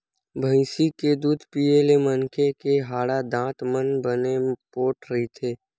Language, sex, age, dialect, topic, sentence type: Chhattisgarhi, male, 18-24, Western/Budati/Khatahi, agriculture, statement